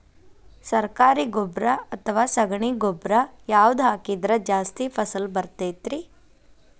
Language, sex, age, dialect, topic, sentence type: Kannada, female, 18-24, Dharwad Kannada, agriculture, question